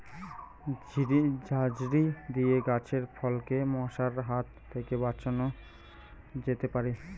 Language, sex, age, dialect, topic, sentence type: Bengali, male, 18-24, Rajbangshi, agriculture, question